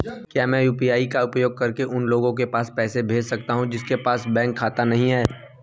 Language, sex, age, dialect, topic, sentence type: Hindi, female, 25-30, Hindustani Malvi Khadi Boli, banking, question